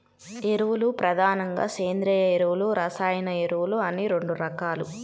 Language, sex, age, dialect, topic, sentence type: Telugu, female, 25-30, Central/Coastal, agriculture, statement